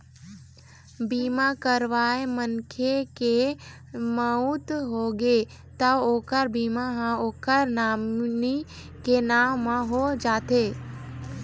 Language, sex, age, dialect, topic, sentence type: Chhattisgarhi, female, 18-24, Eastern, banking, statement